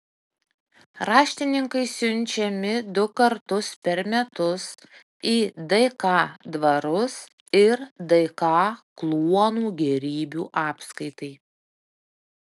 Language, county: Lithuanian, Panevėžys